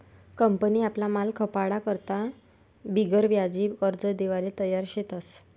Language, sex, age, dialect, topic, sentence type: Marathi, female, 25-30, Northern Konkan, banking, statement